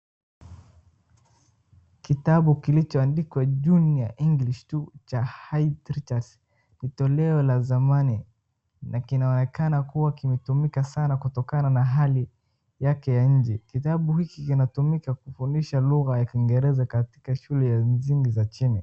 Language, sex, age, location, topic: Swahili, male, 36-49, Wajir, education